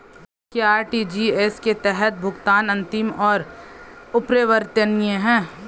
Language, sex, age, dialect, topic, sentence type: Hindi, female, 25-30, Hindustani Malvi Khadi Boli, banking, question